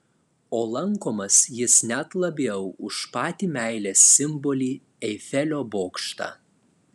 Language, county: Lithuanian, Alytus